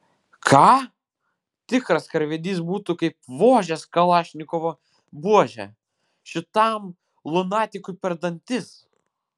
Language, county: Lithuanian, Vilnius